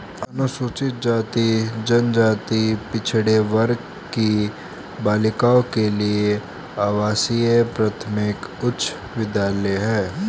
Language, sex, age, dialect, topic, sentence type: Hindi, male, 18-24, Hindustani Malvi Khadi Boli, banking, statement